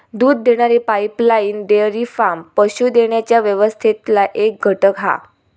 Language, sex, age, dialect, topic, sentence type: Marathi, female, 18-24, Southern Konkan, agriculture, statement